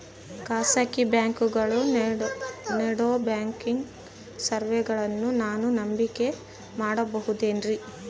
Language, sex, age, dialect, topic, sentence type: Kannada, female, 25-30, Central, banking, question